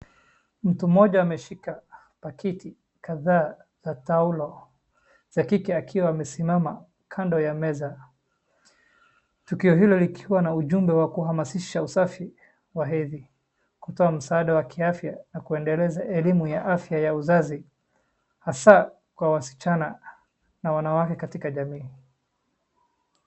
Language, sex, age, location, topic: Swahili, male, 25-35, Wajir, health